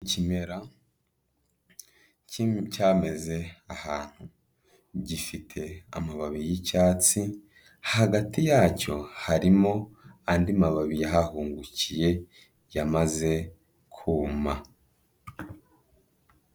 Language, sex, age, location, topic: Kinyarwanda, male, 25-35, Kigali, health